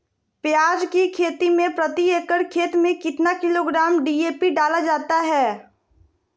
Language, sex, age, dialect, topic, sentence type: Magahi, female, 18-24, Southern, agriculture, question